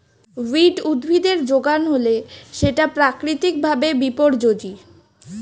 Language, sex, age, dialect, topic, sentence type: Bengali, female, 18-24, Standard Colloquial, agriculture, statement